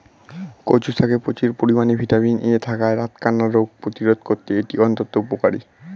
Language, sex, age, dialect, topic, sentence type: Bengali, male, 18-24, Standard Colloquial, agriculture, statement